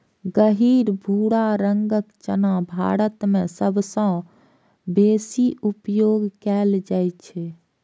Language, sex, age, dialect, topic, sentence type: Maithili, female, 56-60, Eastern / Thethi, agriculture, statement